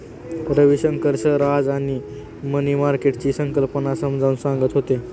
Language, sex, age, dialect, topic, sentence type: Marathi, male, 18-24, Standard Marathi, banking, statement